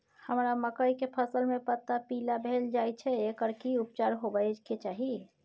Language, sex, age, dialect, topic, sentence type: Maithili, female, 25-30, Bajjika, agriculture, question